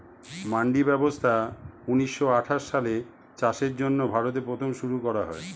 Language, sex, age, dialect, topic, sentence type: Bengali, male, 51-55, Standard Colloquial, agriculture, statement